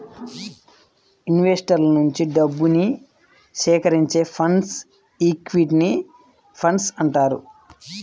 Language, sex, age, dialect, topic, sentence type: Telugu, male, 18-24, Central/Coastal, banking, statement